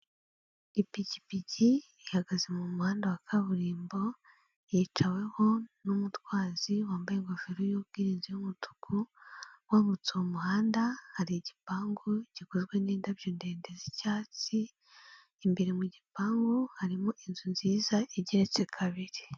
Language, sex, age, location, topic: Kinyarwanda, female, 18-24, Kigali, government